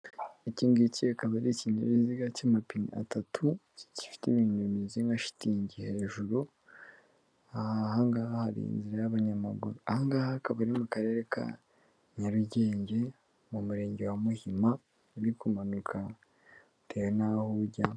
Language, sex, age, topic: Kinyarwanda, male, 18-24, government